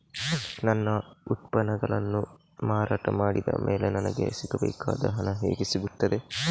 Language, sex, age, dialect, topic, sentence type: Kannada, male, 56-60, Coastal/Dakshin, agriculture, question